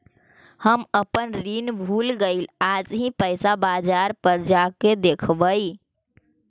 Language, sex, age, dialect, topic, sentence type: Magahi, female, 25-30, Central/Standard, banking, statement